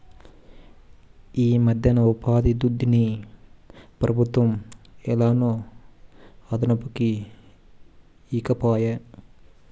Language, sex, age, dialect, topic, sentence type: Telugu, male, 25-30, Southern, banking, statement